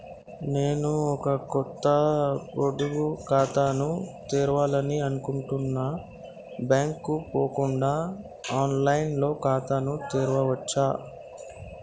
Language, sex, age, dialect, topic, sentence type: Telugu, male, 60-100, Telangana, banking, question